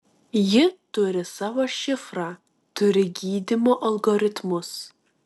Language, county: Lithuanian, Klaipėda